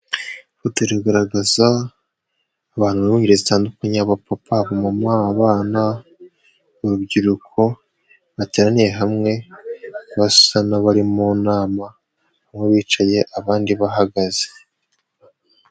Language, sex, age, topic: Kinyarwanda, male, 18-24, government